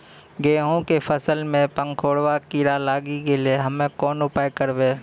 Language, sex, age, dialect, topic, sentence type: Maithili, male, 25-30, Angika, agriculture, question